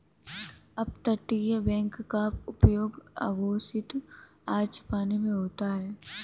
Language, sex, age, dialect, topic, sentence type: Hindi, female, 18-24, Kanauji Braj Bhasha, banking, statement